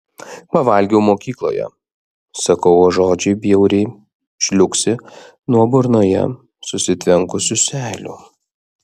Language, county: Lithuanian, Vilnius